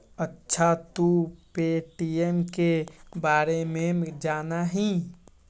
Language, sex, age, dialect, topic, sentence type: Magahi, male, 56-60, Western, banking, statement